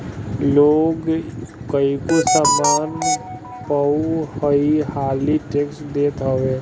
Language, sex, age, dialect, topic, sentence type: Bhojpuri, male, 25-30, Northern, banking, statement